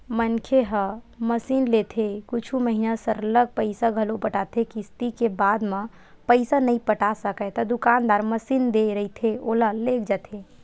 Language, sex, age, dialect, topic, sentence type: Chhattisgarhi, female, 18-24, Western/Budati/Khatahi, banking, statement